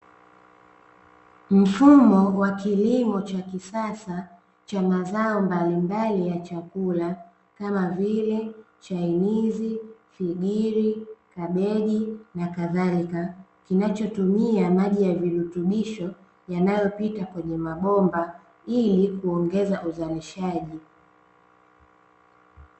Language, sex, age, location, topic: Swahili, female, 18-24, Dar es Salaam, agriculture